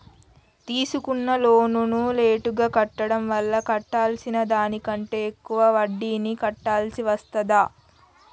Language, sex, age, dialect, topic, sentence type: Telugu, female, 36-40, Telangana, banking, question